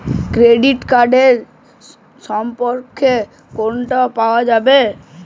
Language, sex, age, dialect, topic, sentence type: Bengali, male, 18-24, Jharkhandi, banking, question